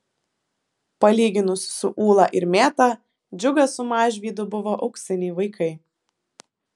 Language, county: Lithuanian, Vilnius